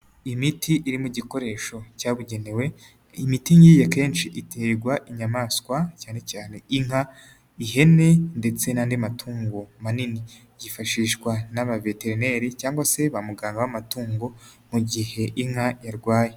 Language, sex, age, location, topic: Kinyarwanda, male, 36-49, Nyagatare, agriculture